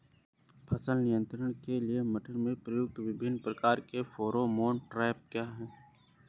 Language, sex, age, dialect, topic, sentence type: Hindi, male, 25-30, Awadhi Bundeli, agriculture, question